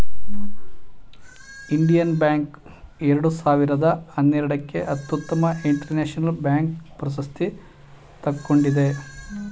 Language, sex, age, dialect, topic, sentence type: Kannada, male, 31-35, Mysore Kannada, banking, statement